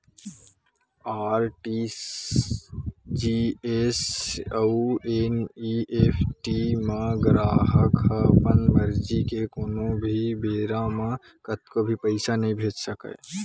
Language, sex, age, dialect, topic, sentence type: Chhattisgarhi, male, 18-24, Western/Budati/Khatahi, banking, statement